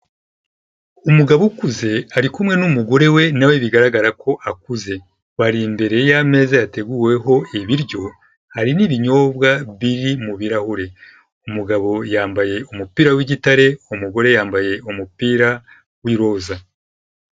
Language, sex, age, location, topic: Kinyarwanda, male, 50+, Kigali, health